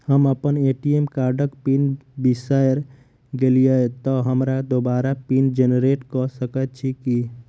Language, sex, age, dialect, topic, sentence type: Maithili, male, 46-50, Southern/Standard, banking, question